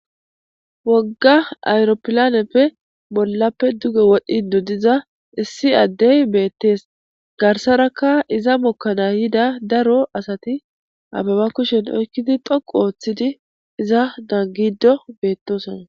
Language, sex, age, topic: Gamo, female, 25-35, government